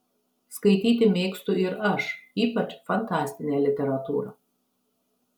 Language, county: Lithuanian, Marijampolė